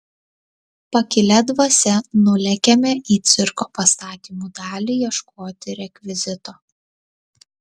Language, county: Lithuanian, Tauragė